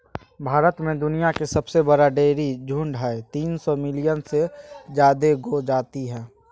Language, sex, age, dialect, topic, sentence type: Magahi, male, 31-35, Southern, agriculture, statement